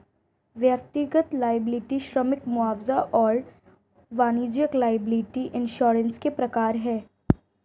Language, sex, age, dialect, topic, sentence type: Hindi, female, 18-24, Marwari Dhudhari, banking, statement